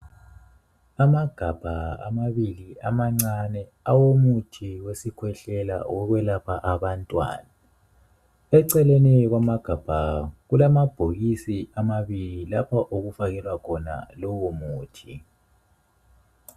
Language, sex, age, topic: North Ndebele, male, 25-35, health